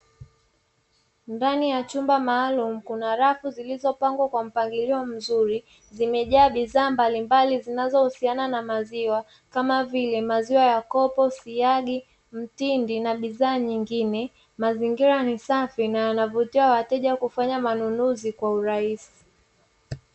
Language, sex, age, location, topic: Swahili, female, 25-35, Dar es Salaam, finance